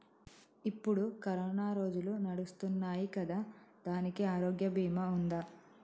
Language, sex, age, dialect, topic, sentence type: Telugu, female, 25-30, Telangana, banking, question